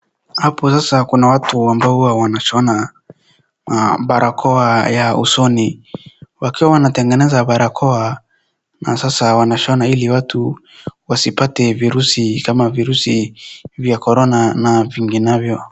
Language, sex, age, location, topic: Swahili, male, 18-24, Wajir, health